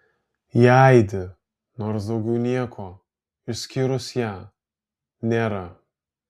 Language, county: Lithuanian, Alytus